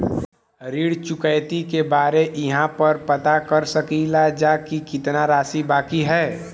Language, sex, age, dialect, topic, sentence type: Bhojpuri, male, 18-24, Western, banking, question